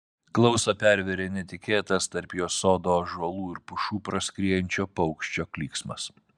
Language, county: Lithuanian, Vilnius